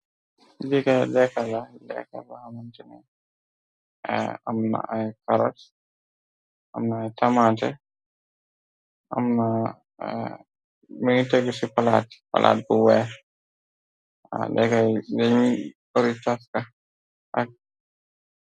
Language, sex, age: Wolof, male, 25-35